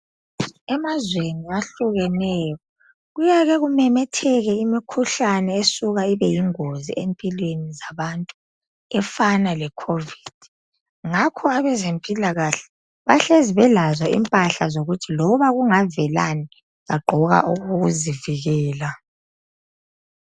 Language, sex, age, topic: North Ndebele, female, 25-35, health